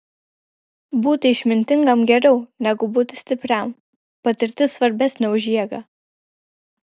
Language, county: Lithuanian, Vilnius